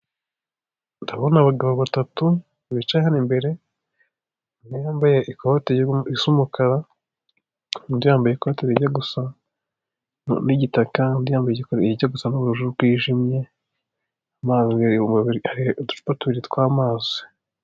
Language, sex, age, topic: Kinyarwanda, male, 18-24, government